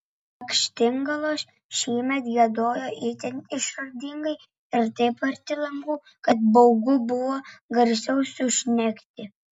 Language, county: Lithuanian, Vilnius